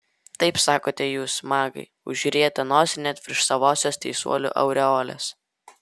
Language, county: Lithuanian, Vilnius